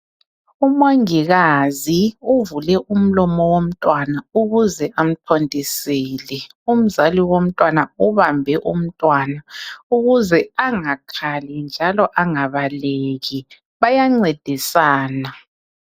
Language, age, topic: North Ndebele, 36-49, health